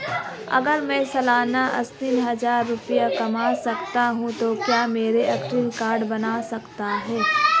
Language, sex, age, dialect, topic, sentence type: Hindi, female, 18-24, Marwari Dhudhari, banking, question